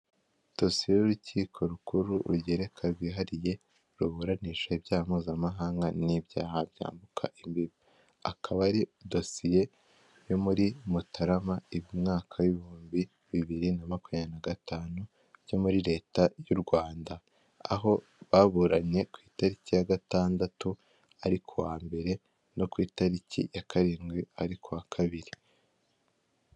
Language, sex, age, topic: Kinyarwanda, male, 18-24, government